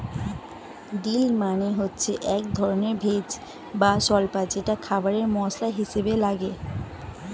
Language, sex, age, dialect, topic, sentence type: Bengali, female, 25-30, Standard Colloquial, agriculture, statement